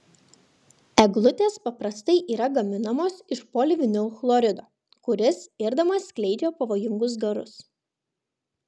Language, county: Lithuanian, Kaunas